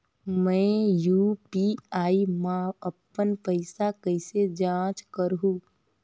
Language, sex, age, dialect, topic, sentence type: Chhattisgarhi, female, 31-35, Northern/Bhandar, banking, question